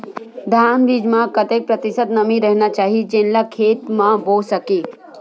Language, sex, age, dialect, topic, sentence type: Chhattisgarhi, female, 51-55, Western/Budati/Khatahi, agriculture, question